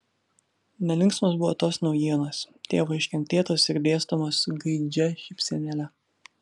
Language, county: Lithuanian, Vilnius